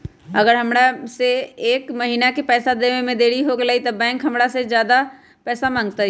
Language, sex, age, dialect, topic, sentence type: Magahi, female, 31-35, Western, banking, question